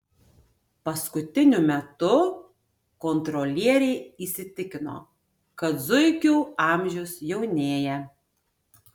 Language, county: Lithuanian, Tauragė